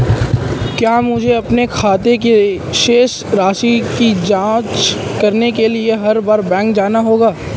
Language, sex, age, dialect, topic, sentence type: Hindi, male, 18-24, Marwari Dhudhari, banking, question